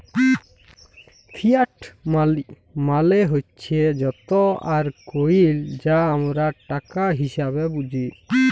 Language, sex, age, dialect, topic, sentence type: Bengali, male, 18-24, Jharkhandi, banking, statement